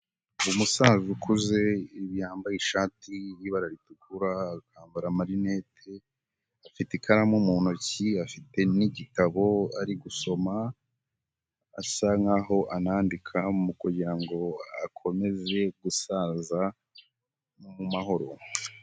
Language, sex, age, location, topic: Kinyarwanda, male, 18-24, Huye, health